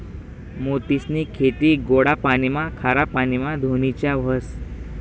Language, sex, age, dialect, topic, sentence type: Marathi, male, 18-24, Northern Konkan, agriculture, statement